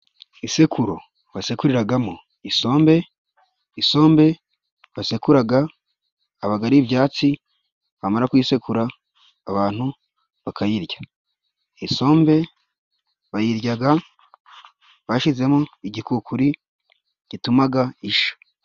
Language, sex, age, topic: Kinyarwanda, male, 25-35, government